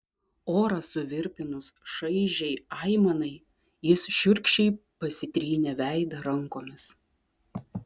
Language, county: Lithuanian, Klaipėda